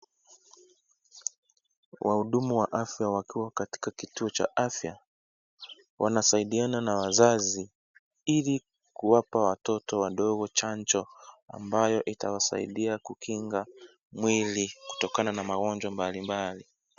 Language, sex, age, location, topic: Swahili, male, 25-35, Kisii, health